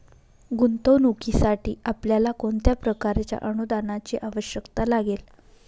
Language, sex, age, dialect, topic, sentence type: Marathi, female, 25-30, Northern Konkan, banking, statement